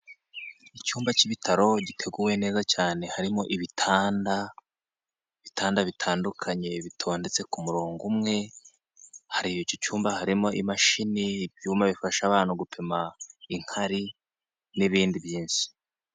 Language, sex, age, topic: Kinyarwanda, male, 18-24, health